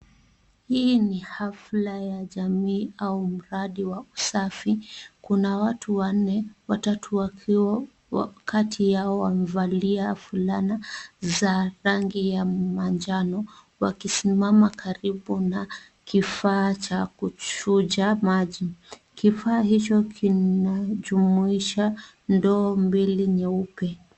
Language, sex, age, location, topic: Swahili, female, 18-24, Kisumu, health